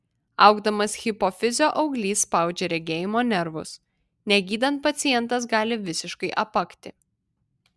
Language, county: Lithuanian, Vilnius